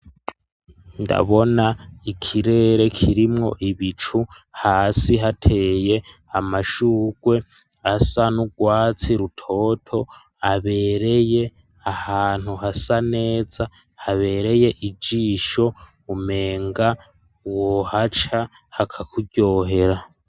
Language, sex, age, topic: Rundi, male, 18-24, education